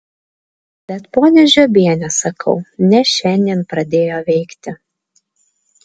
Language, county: Lithuanian, Alytus